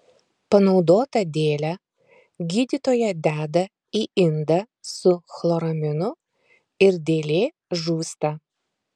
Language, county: Lithuanian, Marijampolė